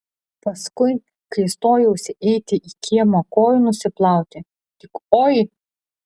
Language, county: Lithuanian, Vilnius